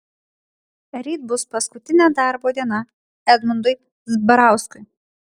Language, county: Lithuanian, Kaunas